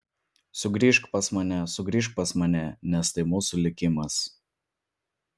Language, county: Lithuanian, Vilnius